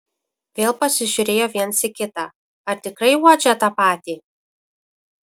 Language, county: Lithuanian, Kaunas